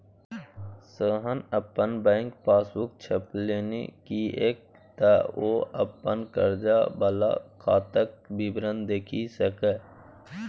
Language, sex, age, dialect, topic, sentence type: Maithili, male, 18-24, Bajjika, banking, statement